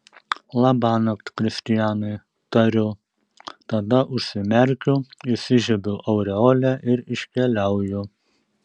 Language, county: Lithuanian, Šiauliai